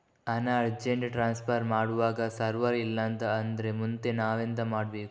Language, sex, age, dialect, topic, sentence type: Kannada, male, 18-24, Coastal/Dakshin, banking, question